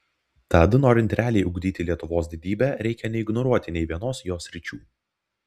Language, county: Lithuanian, Vilnius